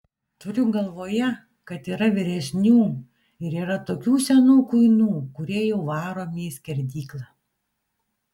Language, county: Lithuanian, Vilnius